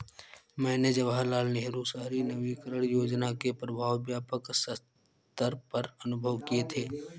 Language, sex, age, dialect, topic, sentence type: Hindi, male, 51-55, Awadhi Bundeli, banking, statement